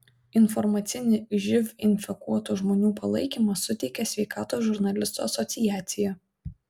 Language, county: Lithuanian, Vilnius